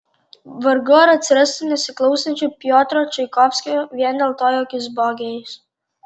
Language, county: Lithuanian, Tauragė